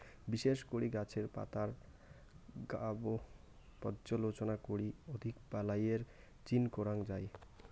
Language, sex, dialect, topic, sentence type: Bengali, male, Rajbangshi, agriculture, statement